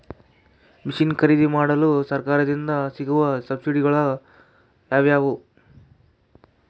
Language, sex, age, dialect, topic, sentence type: Kannada, male, 18-24, Central, agriculture, question